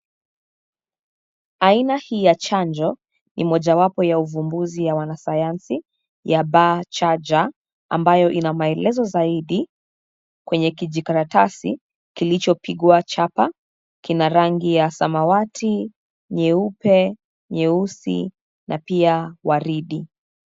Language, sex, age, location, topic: Swahili, female, 25-35, Nairobi, health